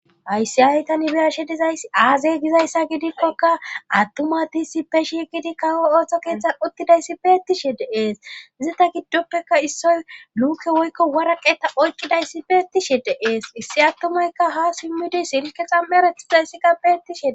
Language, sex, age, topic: Gamo, female, 25-35, government